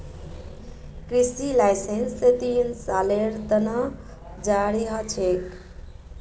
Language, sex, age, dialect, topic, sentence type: Magahi, female, 31-35, Northeastern/Surjapuri, agriculture, statement